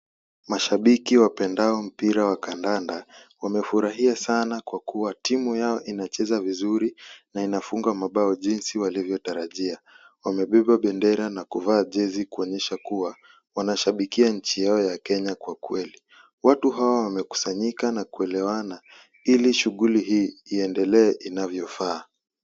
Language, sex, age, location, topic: Swahili, male, 18-24, Kisumu, government